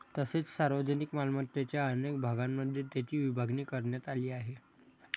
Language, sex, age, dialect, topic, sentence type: Marathi, male, 25-30, Standard Marathi, banking, statement